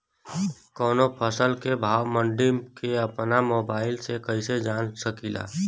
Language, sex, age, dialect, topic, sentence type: Bhojpuri, male, 18-24, Western, agriculture, question